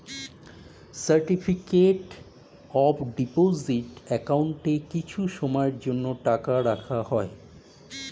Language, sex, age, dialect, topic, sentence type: Bengali, male, 51-55, Standard Colloquial, banking, statement